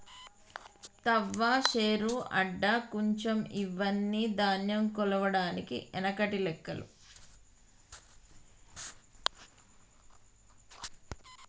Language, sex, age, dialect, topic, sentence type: Telugu, female, 31-35, Telangana, agriculture, statement